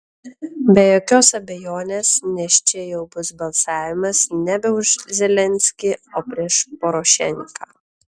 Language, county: Lithuanian, Kaunas